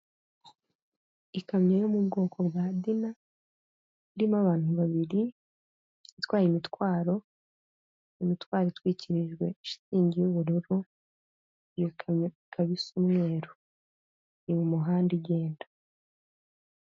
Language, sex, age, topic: Kinyarwanda, female, 18-24, government